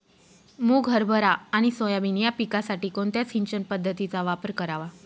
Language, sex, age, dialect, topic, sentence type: Marathi, female, 25-30, Northern Konkan, agriculture, question